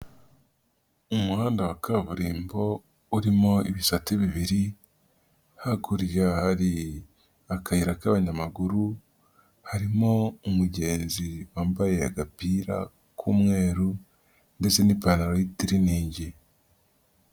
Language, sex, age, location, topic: Kinyarwanda, female, 50+, Nyagatare, government